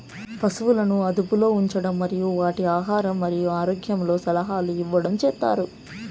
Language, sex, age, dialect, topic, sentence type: Telugu, female, 18-24, Southern, agriculture, statement